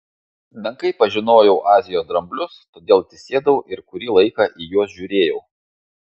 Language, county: Lithuanian, Šiauliai